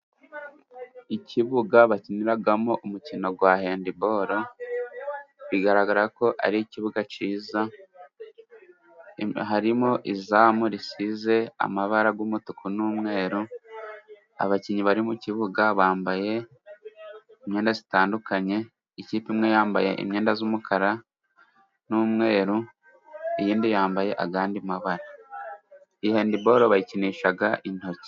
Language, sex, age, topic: Kinyarwanda, male, 25-35, government